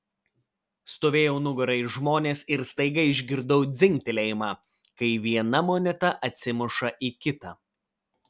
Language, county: Lithuanian, Vilnius